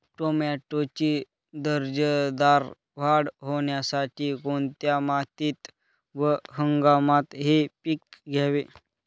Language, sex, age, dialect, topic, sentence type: Marathi, male, 18-24, Northern Konkan, agriculture, question